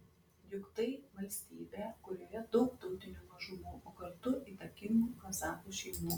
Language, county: Lithuanian, Klaipėda